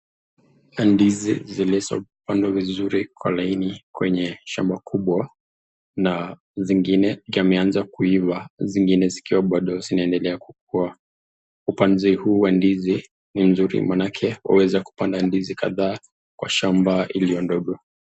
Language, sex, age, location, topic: Swahili, male, 36-49, Nakuru, agriculture